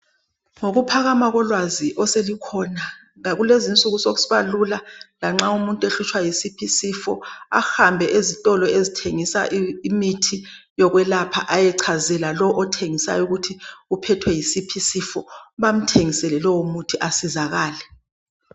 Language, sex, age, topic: North Ndebele, male, 36-49, health